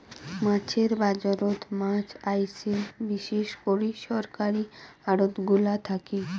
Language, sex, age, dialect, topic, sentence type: Bengali, female, 18-24, Rajbangshi, agriculture, statement